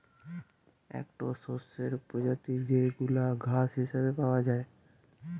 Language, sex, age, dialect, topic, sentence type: Bengali, male, 18-24, Western, agriculture, statement